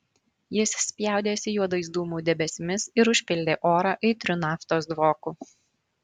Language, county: Lithuanian, Marijampolė